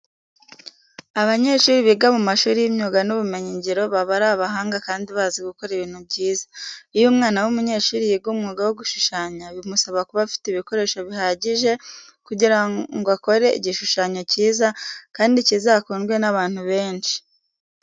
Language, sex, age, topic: Kinyarwanda, female, 18-24, education